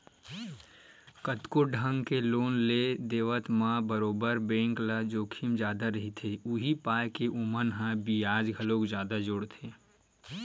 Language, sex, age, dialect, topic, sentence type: Chhattisgarhi, male, 18-24, Western/Budati/Khatahi, banking, statement